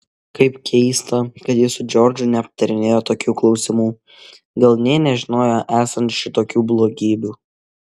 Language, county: Lithuanian, Kaunas